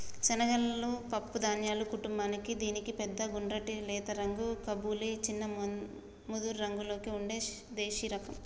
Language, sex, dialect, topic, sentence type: Telugu, male, Telangana, agriculture, statement